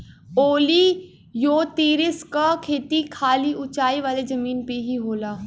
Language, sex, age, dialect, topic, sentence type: Bhojpuri, female, 18-24, Western, agriculture, statement